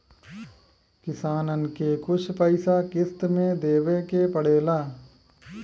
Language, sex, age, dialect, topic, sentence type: Bhojpuri, male, 25-30, Western, banking, statement